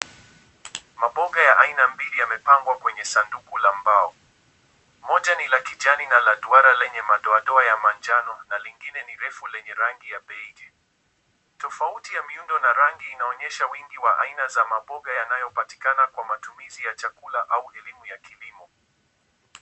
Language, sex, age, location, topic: Swahili, male, 18-24, Kisumu, finance